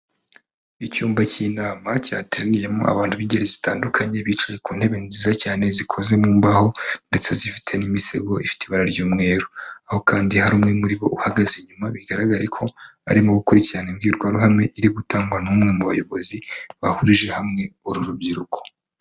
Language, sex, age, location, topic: Kinyarwanda, female, 25-35, Kigali, government